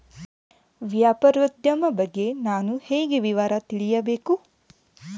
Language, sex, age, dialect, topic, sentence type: Kannada, female, 18-24, Central, agriculture, question